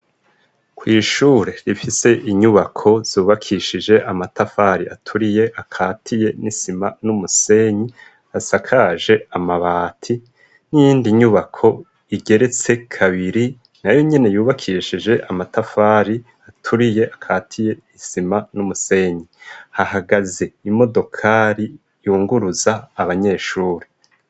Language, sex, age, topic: Rundi, male, 50+, education